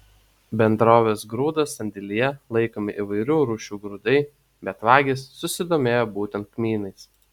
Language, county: Lithuanian, Utena